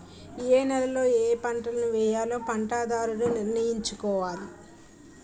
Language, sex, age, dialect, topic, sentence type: Telugu, female, 18-24, Utterandhra, agriculture, statement